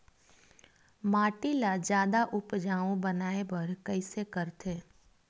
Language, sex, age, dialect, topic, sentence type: Chhattisgarhi, female, 36-40, Western/Budati/Khatahi, agriculture, question